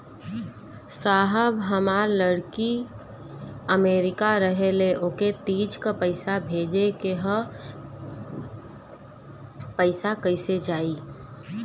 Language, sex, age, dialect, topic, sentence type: Bhojpuri, male, 25-30, Western, banking, question